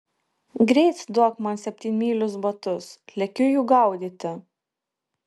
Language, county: Lithuanian, Kaunas